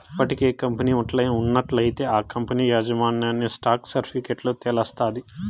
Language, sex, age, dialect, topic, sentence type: Telugu, male, 31-35, Southern, banking, statement